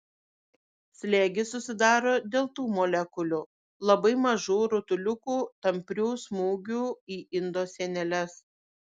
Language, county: Lithuanian, Šiauliai